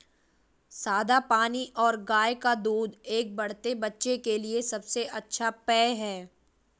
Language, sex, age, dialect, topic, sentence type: Hindi, female, 18-24, Marwari Dhudhari, agriculture, statement